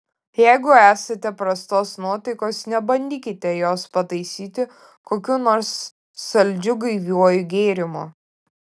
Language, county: Lithuanian, Vilnius